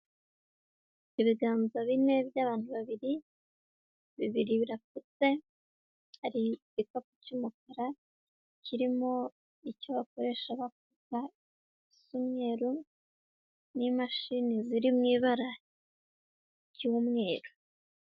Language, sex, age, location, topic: Kinyarwanda, female, 18-24, Huye, health